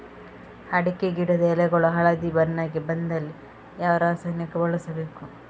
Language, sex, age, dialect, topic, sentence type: Kannada, female, 31-35, Coastal/Dakshin, agriculture, question